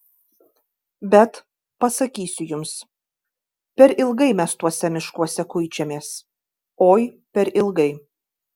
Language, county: Lithuanian, Kaunas